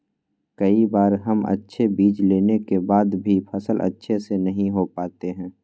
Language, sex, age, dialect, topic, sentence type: Magahi, male, 41-45, Western, agriculture, question